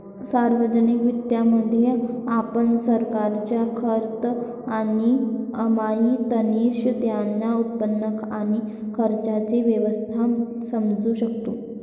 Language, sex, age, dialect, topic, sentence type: Marathi, female, 25-30, Varhadi, banking, statement